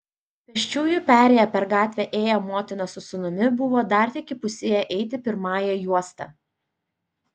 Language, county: Lithuanian, Vilnius